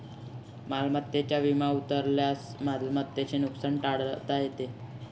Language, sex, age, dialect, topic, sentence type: Marathi, male, 18-24, Varhadi, banking, statement